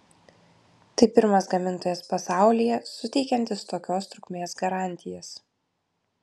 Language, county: Lithuanian, Vilnius